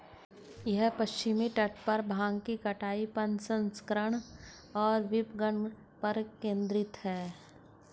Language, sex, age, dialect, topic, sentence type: Hindi, female, 18-24, Hindustani Malvi Khadi Boli, agriculture, statement